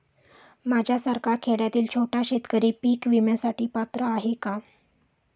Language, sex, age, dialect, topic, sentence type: Marathi, female, 36-40, Standard Marathi, agriculture, question